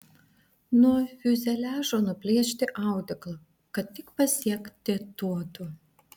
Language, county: Lithuanian, Vilnius